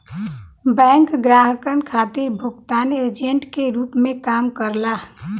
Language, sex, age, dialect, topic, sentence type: Bhojpuri, male, 18-24, Western, banking, statement